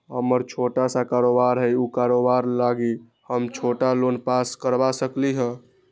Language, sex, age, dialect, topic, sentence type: Magahi, male, 18-24, Western, banking, question